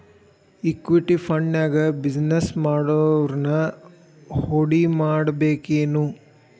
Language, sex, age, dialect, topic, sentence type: Kannada, male, 18-24, Dharwad Kannada, banking, statement